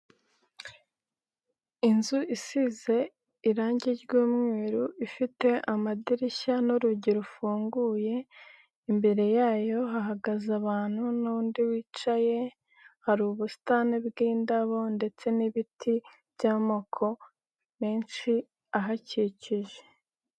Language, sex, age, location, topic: Kinyarwanda, male, 25-35, Nyagatare, health